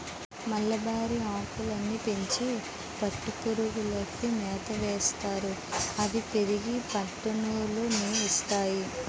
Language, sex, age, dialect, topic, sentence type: Telugu, female, 18-24, Utterandhra, agriculture, statement